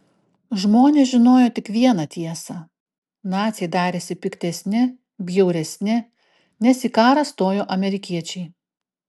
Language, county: Lithuanian, Klaipėda